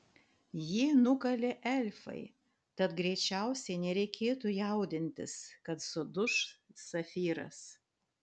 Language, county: Lithuanian, Panevėžys